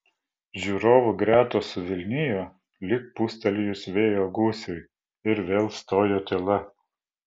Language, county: Lithuanian, Vilnius